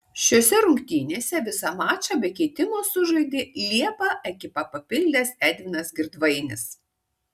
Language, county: Lithuanian, Kaunas